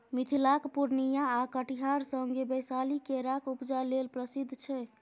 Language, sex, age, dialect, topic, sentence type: Maithili, female, 25-30, Bajjika, agriculture, statement